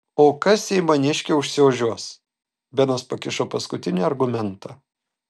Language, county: Lithuanian, Telšiai